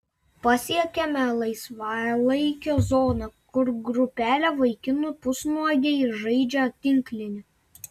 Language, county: Lithuanian, Klaipėda